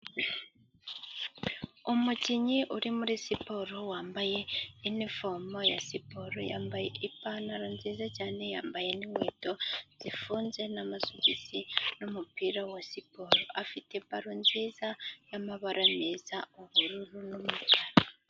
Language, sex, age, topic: Kinyarwanda, female, 18-24, government